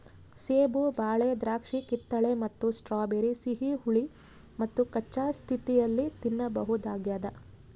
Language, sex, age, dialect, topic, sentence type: Kannada, female, 25-30, Central, agriculture, statement